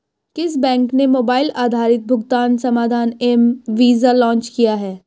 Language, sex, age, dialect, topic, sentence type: Hindi, female, 18-24, Hindustani Malvi Khadi Boli, banking, question